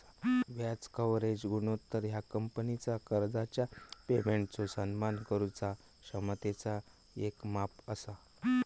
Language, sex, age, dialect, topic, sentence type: Marathi, male, 18-24, Southern Konkan, banking, statement